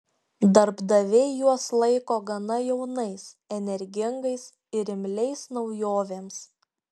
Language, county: Lithuanian, Šiauliai